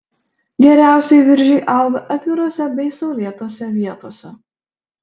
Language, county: Lithuanian, Šiauliai